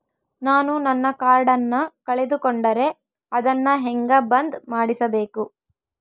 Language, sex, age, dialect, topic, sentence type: Kannada, female, 18-24, Central, banking, question